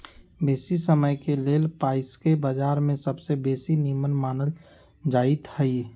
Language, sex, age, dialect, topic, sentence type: Magahi, male, 18-24, Western, banking, statement